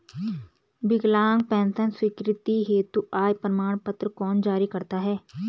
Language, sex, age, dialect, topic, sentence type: Hindi, female, 25-30, Garhwali, banking, question